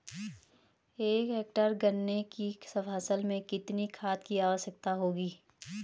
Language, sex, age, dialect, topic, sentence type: Hindi, female, 25-30, Garhwali, agriculture, question